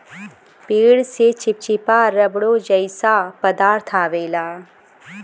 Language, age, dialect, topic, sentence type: Bhojpuri, 25-30, Western, agriculture, statement